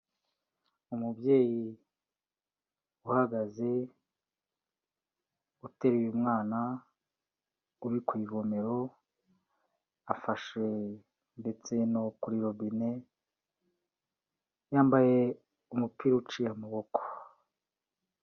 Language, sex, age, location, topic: Kinyarwanda, male, 36-49, Kigali, health